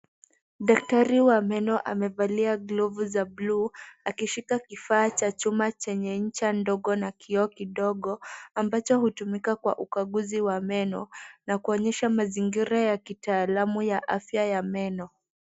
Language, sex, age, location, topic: Swahili, female, 18-24, Nairobi, health